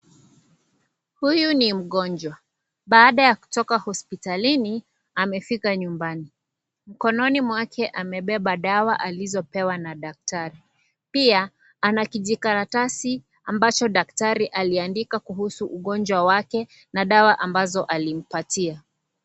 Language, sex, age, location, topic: Swahili, female, 25-35, Kisii, health